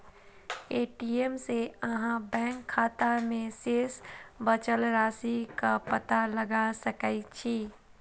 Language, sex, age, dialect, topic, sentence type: Maithili, female, 25-30, Eastern / Thethi, banking, statement